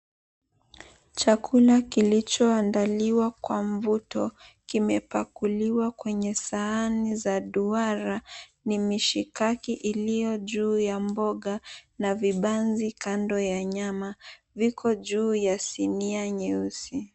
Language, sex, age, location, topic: Swahili, female, 18-24, Mombasa, agriculture